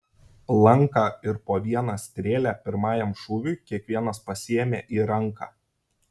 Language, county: Lithuanian, Šiauliai